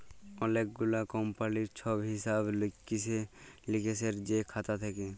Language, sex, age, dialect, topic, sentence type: Bengali, male, 41-45, Jharkhandi, banking, statement